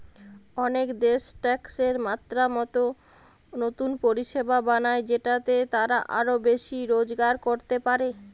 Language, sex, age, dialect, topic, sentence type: Bengali, female, 31-35, Western, banking, statement